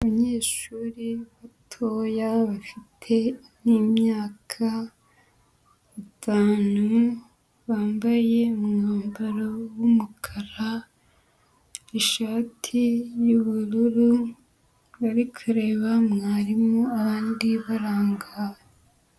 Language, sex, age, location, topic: Kinyarwanda, female, 25-35, Huye, education